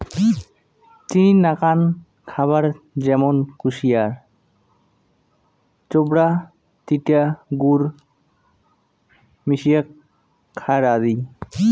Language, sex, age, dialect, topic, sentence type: Bengali, male, 18-24, Rajbangshi, agriculture, statement